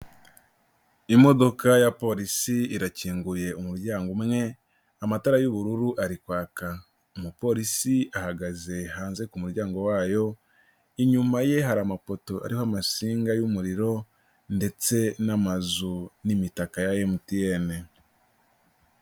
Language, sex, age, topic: Kinyarwanda, male, 18-24, government